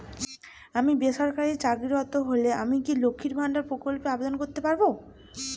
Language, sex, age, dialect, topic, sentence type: Bengali, female, 18-24, Rajbangshi, banking, question